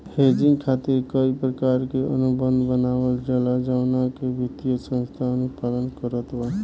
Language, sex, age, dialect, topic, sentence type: Bhojpuri, male, 18-24, Southern / Standard, banking, statement